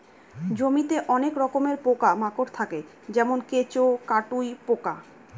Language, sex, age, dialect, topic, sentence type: Bengali, female, 31-35, Northern/Varendri, agriculture, statement